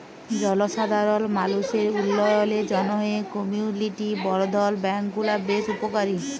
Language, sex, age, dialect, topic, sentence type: Bengali, female, 41-45, Jharkhandi, banking, statement